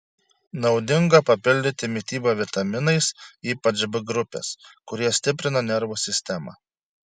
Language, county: Lithuanian, Šiauliai